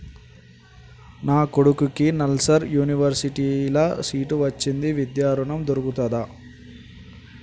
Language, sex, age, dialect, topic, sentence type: Telugu, male, 18-24, Telangana, banking, question